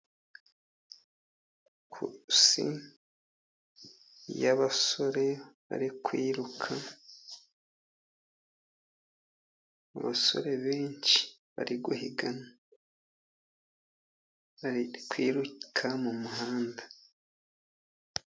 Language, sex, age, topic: Kinyarwanda, male, 50+, government